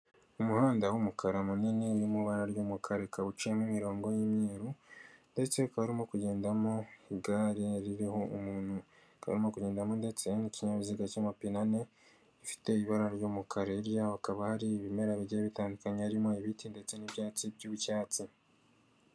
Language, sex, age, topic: Kinyarwanda, male, 18-24, government